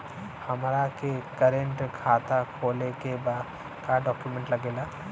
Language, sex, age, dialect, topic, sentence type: Bhojpuri, male, 31-35, Western, banking, question